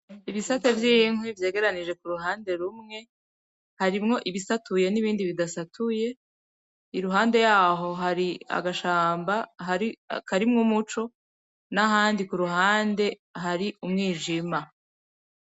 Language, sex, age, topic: Rundi, female, 36-49, agriculture